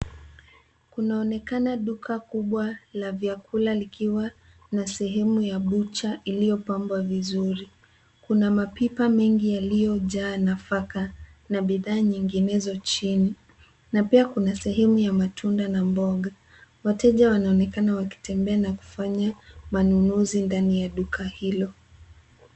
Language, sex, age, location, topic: Swahili, female, 36-49, Nairobi, finance